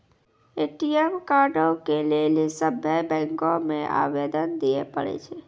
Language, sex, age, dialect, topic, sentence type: Maithili, male, 18-24, Angika, banking, statement